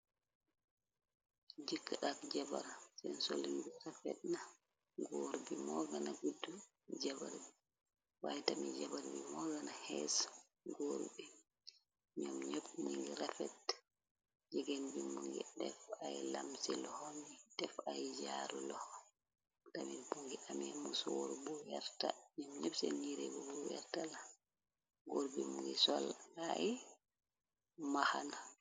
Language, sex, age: Wolof, female, 25-35